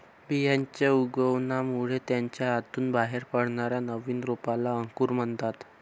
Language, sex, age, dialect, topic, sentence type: Marathi, male, 25-30, Northern Konkan, agriculture, statement